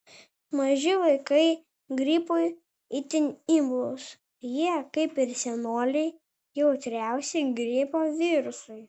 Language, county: Lithuanian, Vilnius